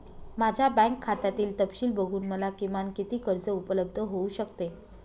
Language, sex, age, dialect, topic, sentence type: Marathi, female, 18-24, Northern Konkan, banking, question